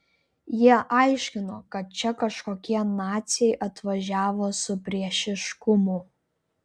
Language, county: Lithuanian, Klaipėda